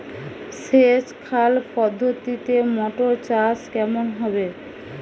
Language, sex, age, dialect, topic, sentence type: Bengali, female, 18-24, Western, agriculture, question